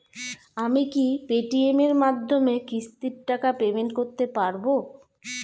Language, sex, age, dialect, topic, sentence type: Bengali, female, 41-45, Standard Colloquial, banking, question